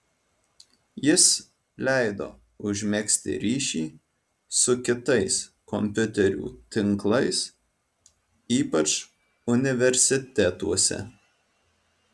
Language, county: Lithuanian, Alytus